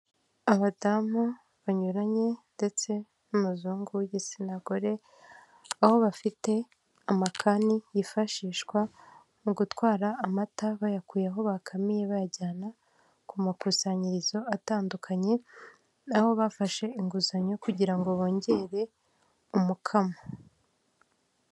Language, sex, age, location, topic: Kinyarwanda, female, 18-24, Kigali, finance